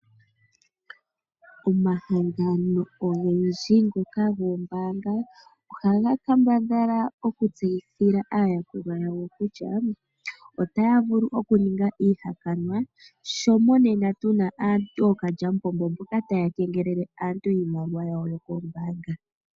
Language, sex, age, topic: Oshiwambo, female, 25-35, finance